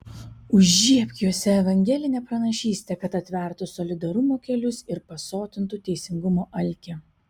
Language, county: Lithuanian, Kaunas